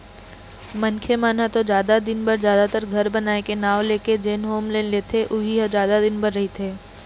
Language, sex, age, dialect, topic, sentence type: Chhattisgarhi, female, 18-24, Eastern, banking, statement